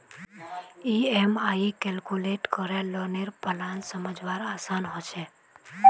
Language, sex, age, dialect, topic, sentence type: Magahi, female, 18-24, Northeastern/Surjapuri, banking, statement